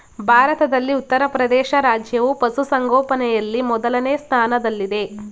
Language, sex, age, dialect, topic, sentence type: Kannada, female, 18-24, Mysore Kannada, agriculture, statement